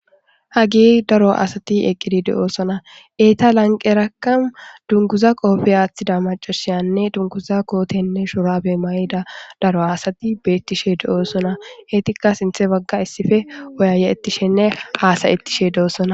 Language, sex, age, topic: Gamo, female, 18-24, government